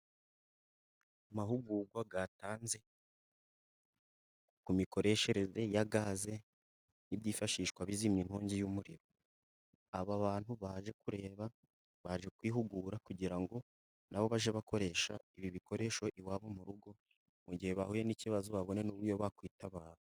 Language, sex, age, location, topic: Kinyarwanda, male, 50+, Musanze, government